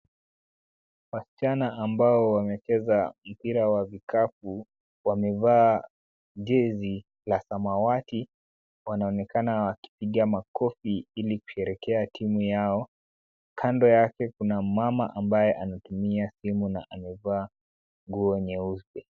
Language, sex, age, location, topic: Swahili, male, 18-24, Kisumu, government